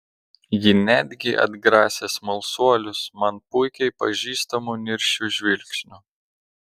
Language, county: Lithuanian, Telšiai